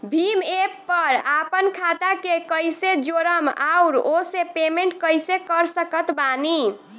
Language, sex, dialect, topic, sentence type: Bhojpuri, female, Southern / Standard, banking, question